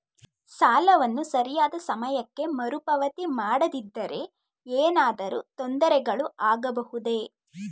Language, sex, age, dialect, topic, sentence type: Kannada, female, 18-24, Mysore Kannada, banking, question